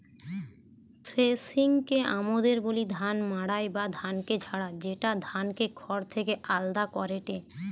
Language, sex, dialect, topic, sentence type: Bengali, female, Western, agriculture, statement